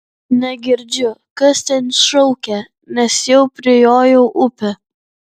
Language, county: Lithuanian, Vilnius